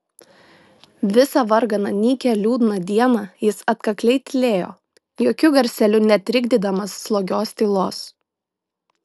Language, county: Lithuanian, Šiauliai